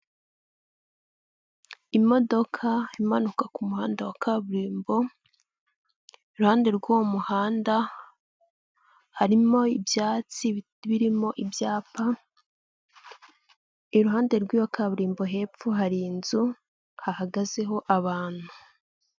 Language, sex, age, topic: Kinyarwanda, female, 25-35, government